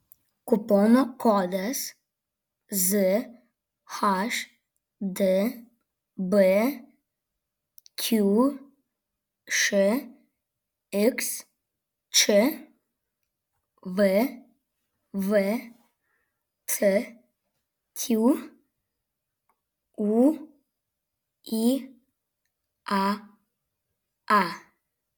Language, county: Lithuanian, Vilnius